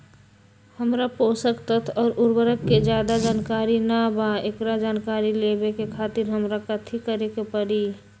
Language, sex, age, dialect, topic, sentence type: Magahi, female, 18-24, Western, agriculture, question